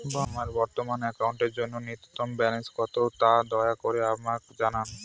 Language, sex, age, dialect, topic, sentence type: Bengali, male, 18-24, Northern/Varendri, banking, statement